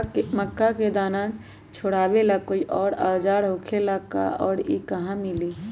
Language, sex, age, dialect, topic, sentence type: Magahi, male, 18-24, Western, agriculture, question